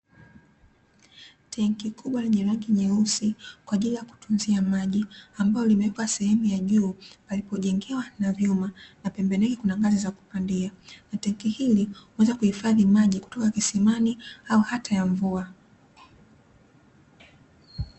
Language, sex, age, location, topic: Swahili, female, 25-35, Dar es Salaam, government